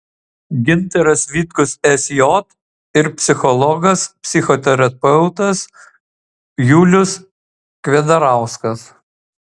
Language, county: Lithuanian, Utena